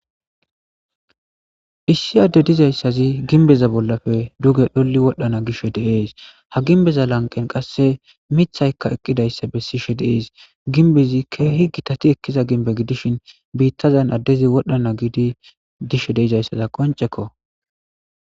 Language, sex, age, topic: Gamo, male, 25-35, government